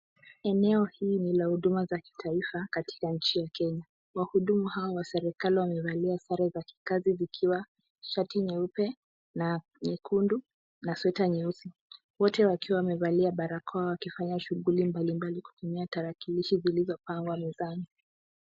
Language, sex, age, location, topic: Swahili, female, 18-24, Kisumu, government